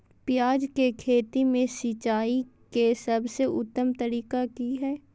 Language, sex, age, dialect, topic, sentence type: Magahi, female, 18-24, Southern, agriculture, question